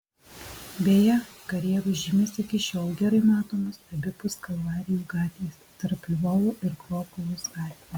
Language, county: Lithuanian, Alytus